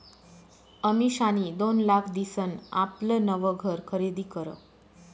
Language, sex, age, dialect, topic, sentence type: Marathi, female, 25-30, Northern Konkan, banking, statement